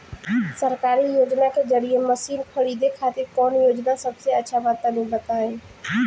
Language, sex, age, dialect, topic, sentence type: Bhojpuri, female, 18-24, Northern, agriculture, question